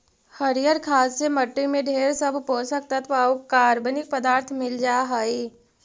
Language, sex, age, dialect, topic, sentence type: Magahi, female, 36-40, Central/Standard, agriculture, statement